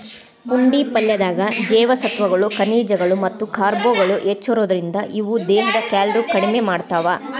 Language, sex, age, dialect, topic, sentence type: Kannada, female, 36-40, Dharwad Kannada, agriculture, statement